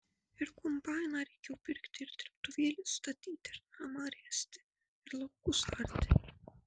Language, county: Lithuanian, Marijampolė